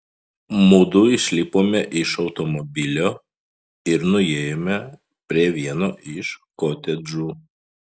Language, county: Lithuanian, Klaipėda